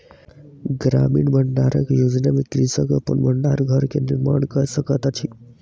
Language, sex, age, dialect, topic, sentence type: Maithili, male, 18-24, Southern/Standard, agriculture, statement